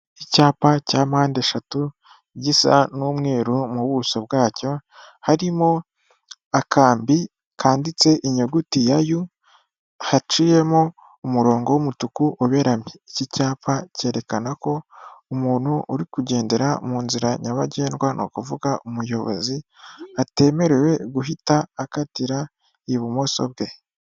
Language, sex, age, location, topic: Kinyarwanda, female, 25-35, Kigali, government